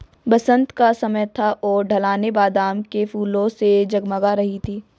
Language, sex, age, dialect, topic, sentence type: Hindi, female, 18-24, Marwari Dhudhari, agriculture, statement